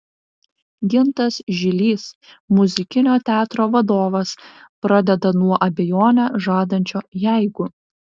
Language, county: Lithuanian, Vilnius